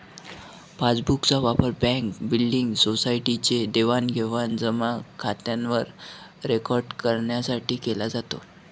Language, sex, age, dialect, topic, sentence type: Marathi, male, 60-100, Northern Konkan, banking, statement